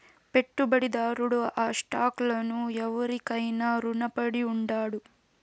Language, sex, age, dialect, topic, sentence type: Telugu, female, 18-24, Southern, banking, statement